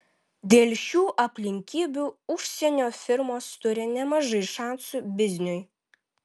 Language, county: Lithuanian, Vilnius